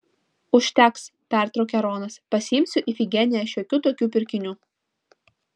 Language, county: Lithuanian, Vilnius